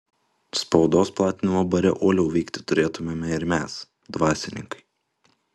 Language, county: Lithuanian, Utena